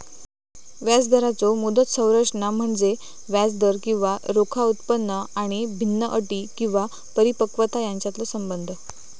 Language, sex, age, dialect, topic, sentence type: Marathi, female, 18-24, Southern Konkan, banking, statement